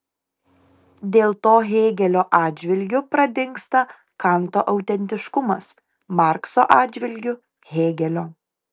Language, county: Lithuanian, Kaunas